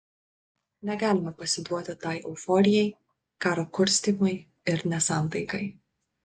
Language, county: Lithuanian, Vilnius